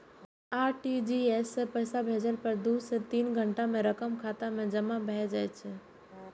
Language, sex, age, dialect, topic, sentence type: Maithili, female, 18-24, Eastern / Thethi, banking, statement